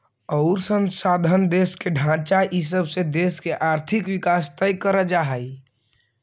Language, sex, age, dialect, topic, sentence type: Magahi, male, 25-30, Central/Standard, agriculture, statement